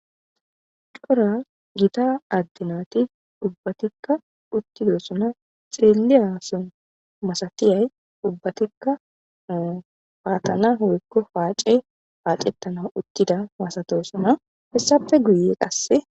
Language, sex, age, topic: Gamo, female, 25-35, government